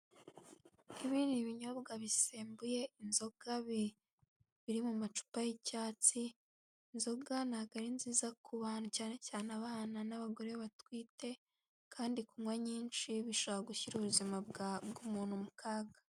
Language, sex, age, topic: Kinyarwanda, female, 18-24, finance